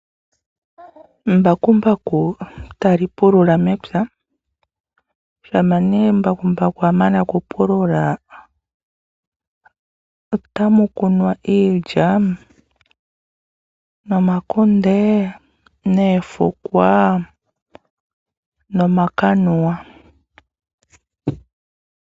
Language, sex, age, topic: Oshiwambo, female, 25-35, agriculture